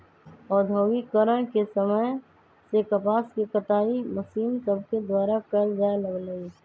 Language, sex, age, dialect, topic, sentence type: Magahi, female, 25-30, Western, agriculture, statement